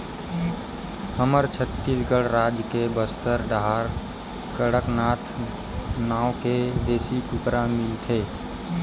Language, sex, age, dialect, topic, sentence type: Chhattisgarhi, male, 18-24, Western/Budati/Khatahi, agriculture, statement